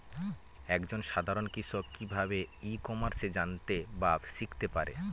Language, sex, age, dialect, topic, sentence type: Bengali, male, 18-24, Northern/Varendri, agriculture, question